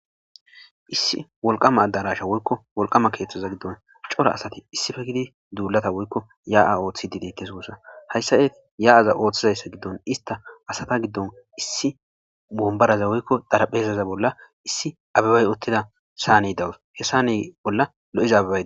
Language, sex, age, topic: Gamo, male, 18-24, government